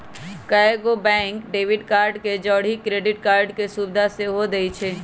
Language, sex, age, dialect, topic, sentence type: Magahi, female, 25-30, Western, banking, statement